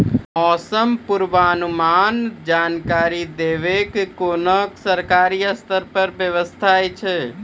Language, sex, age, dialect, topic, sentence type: Maithili, male, 18-24, Angika, agriculture, question